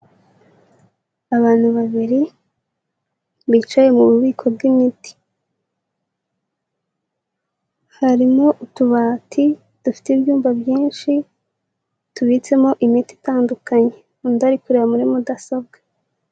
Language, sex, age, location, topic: Kinyarwanda, female, 18-24, Huye, agriculture